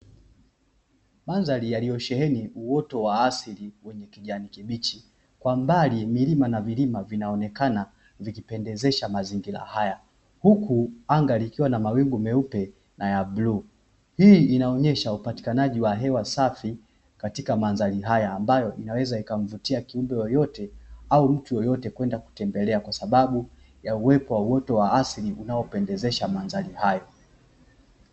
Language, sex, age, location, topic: Swahili, male, 25-35, Dar es Salaam, agriculture